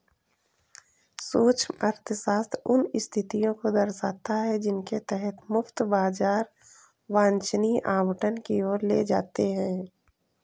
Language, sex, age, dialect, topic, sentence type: Hindi, female, 18-24, Kanauji Braj Bhasha, banking, statement